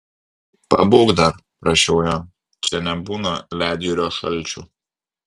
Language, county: Lithuanian, Vilnius